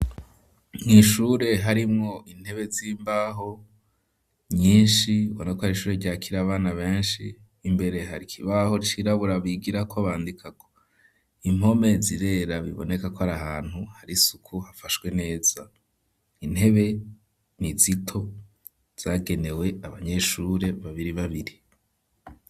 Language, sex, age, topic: Rundi, male, 25-35, education